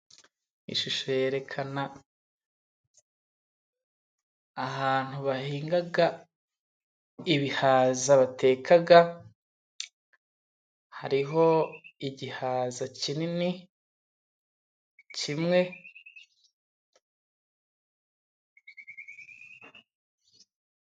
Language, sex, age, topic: Kinyarwanda, male, 25-35, agriculture